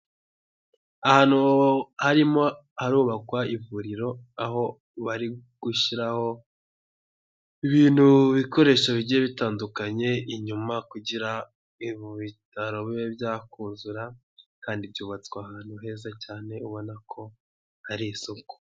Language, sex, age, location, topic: Kinyarwanda, male, 18-24, Huye, health